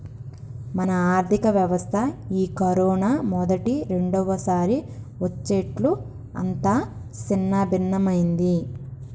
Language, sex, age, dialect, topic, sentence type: Telugu, female, 25-30, Telangana, banking, statement